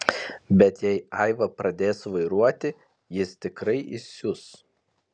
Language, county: Lithuanian, Kaunas